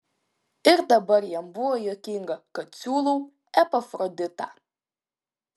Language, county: Lithuanian, Klaipėda